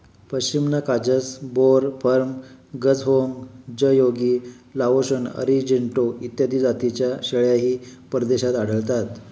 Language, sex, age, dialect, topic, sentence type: Marathi, male, 56-60, Standard Marathi, agriculture, statement